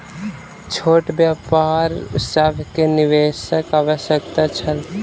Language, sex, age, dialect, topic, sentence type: Maithili, male, 36-40, Southern/Standard, banking, statement